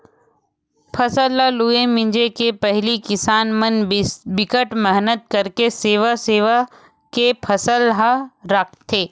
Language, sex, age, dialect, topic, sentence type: Chhattisgarhi, female, 36-40, Western/Budati/Khatahi, agriculture, statement